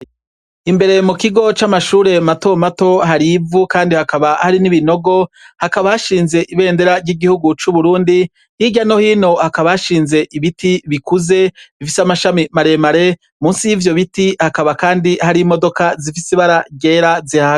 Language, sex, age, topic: Rundi, male, 36-49, education